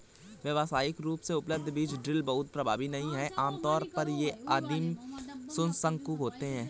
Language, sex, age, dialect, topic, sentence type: Hindi, male, 18-24, Awadhi Bundeli, agriculture, statement